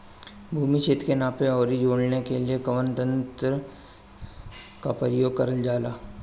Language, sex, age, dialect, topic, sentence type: Bhojpuri, female, 31-35, Northern, agriculture, question